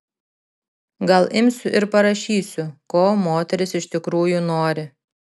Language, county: Lithuanian, Šiauliai